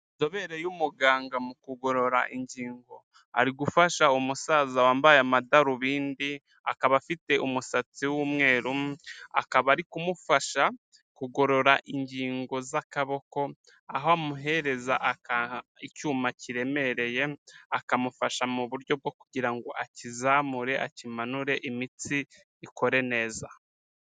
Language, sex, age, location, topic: Kinyarwanda, male, 36-49, Kigali, health